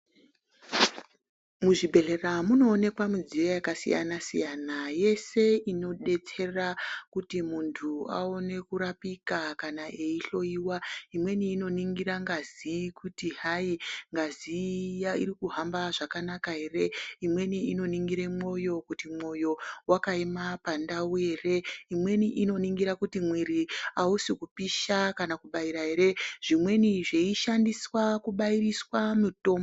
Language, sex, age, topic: Ndau, female, 36-49, health